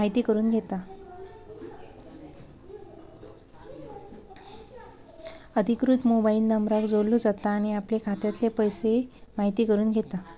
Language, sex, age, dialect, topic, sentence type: Marathi, female, 18-24, Southern Konkan, banking, statement